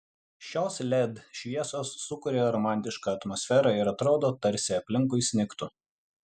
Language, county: Lithuanian, Utena